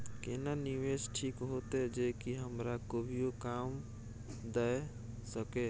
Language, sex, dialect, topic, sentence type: Maithili, male, Bajjika, banking, question